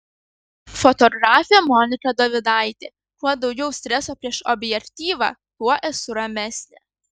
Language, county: Lithuanian, Kaunas